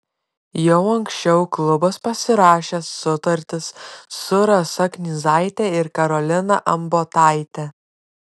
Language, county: Lithuanian, Klaipėda